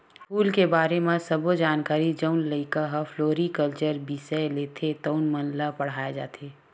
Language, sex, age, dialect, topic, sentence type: Chhattisgarhi, female, 18-24, Western/Budati/Khatahi, agriculture, statement